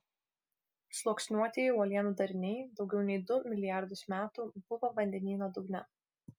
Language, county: Lithuanian, Kaunas